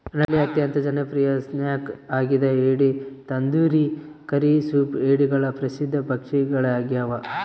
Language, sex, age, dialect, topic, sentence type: Kannada, male, 18-24, Central, agriculture, statement